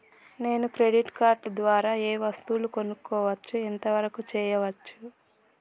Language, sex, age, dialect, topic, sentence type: Telugu, male, 31-35, Telangana, banking, question